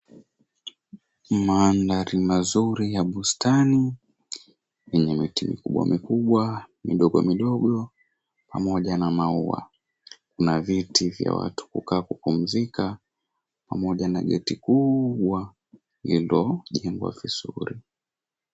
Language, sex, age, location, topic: Swahili, male, 18-24, Mombasa, government